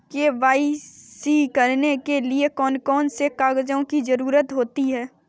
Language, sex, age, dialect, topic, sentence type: Hindi, female, 18-24, Kanauji Braj Bhasha, banking, question